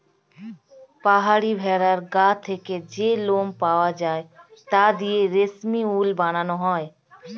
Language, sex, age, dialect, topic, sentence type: Bengali, female, 25-30, Standard Colloquial, agriculture, statement